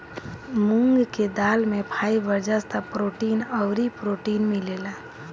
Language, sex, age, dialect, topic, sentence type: Bhojpuri, female, 25-30, Northern, agriculture, statement